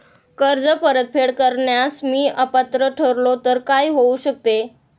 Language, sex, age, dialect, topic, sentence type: Marathi, female, 18-24, Standard Marathi, banking, question